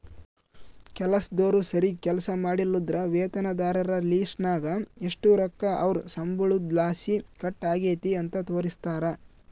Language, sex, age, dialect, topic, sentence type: Kannada, male, 25-30, Central, banking, statement